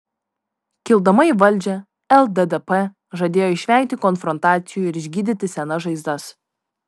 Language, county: Lithuanian, Vilnius